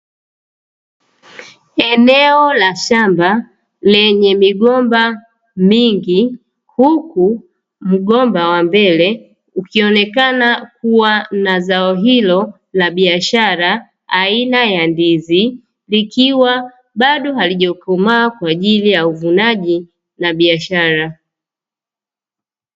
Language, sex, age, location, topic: Swahili, female, 25-35, Dar es Salaam, agriculture